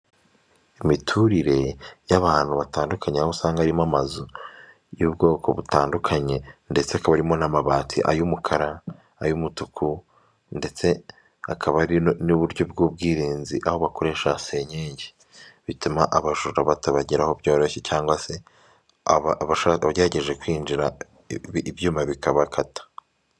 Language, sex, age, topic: Kinyarwanda, male, 18-24, government